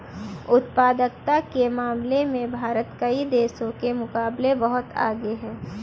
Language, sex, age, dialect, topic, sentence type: Hindi, female, 36-40, Kanauji Braj Bhasha, agriculture, statement